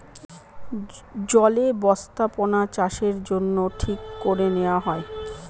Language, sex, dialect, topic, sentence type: Bengali, female, Northern/Varendri, agriculture, statement